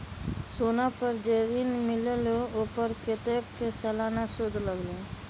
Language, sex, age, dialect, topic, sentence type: Magahi, male, 18-24, Western, banking, question